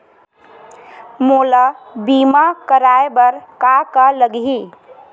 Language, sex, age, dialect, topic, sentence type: Chhattisgarhi, female, 25-30, Western/Budati/Khatahi, banking, question